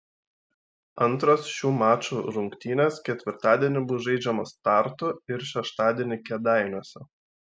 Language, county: Lithuanian, Šiauliai